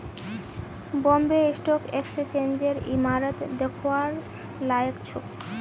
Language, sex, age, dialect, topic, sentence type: Magahi, female, 25-30, Northeastern/Surjapuri, banking, statement